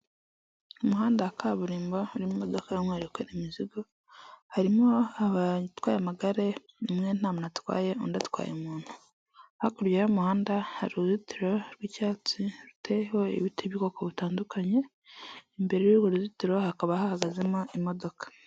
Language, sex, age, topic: Kinyarwanda, female, 25-35, government